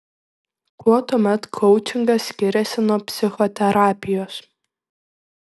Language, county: Lithuanian, Šiauliai